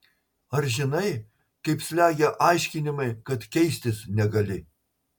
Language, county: Lithuanian, Marijampolė